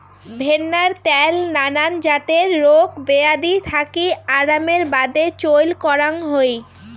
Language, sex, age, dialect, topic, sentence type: Bengali, female, 18-24, Rajbangshi, agriculture, statement